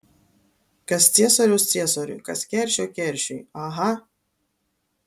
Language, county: Lithuanian, Alytus